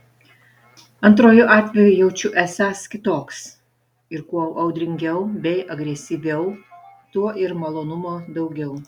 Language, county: Lithuanian, Utena